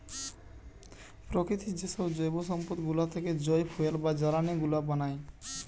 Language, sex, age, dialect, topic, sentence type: Bengali, male, 18-24, Western, agriculture, statement